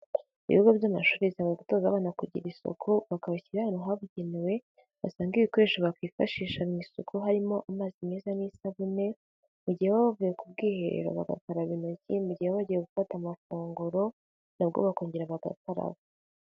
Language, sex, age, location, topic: Kinyarwanda, female, 18-24, Kigali, health